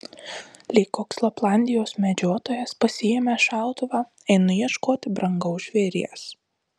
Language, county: Lithuanian, Marijampolė